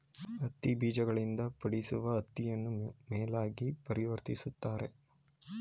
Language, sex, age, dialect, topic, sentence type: Kannada, male, 18-24, Mysore Kannada, agriculture, statement